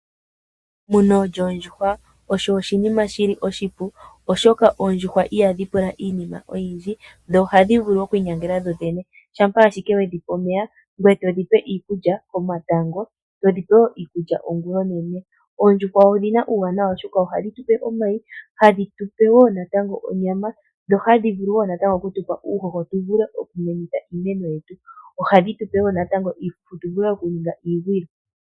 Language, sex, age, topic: Oshiwambo, female, 25-35, agriculture